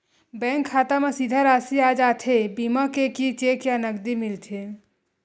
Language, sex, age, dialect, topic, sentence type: Chhattisgarhi, female, 31-35, Western/Budati/Khatahi, banking, question